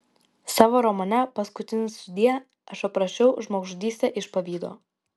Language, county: Lithuanian, Vilnius